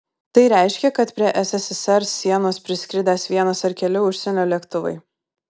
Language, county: Lithuanian, Kaunas